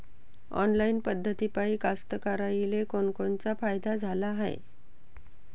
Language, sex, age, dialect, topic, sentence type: Marathi, female, 41-45, Varhadi, agriculture, question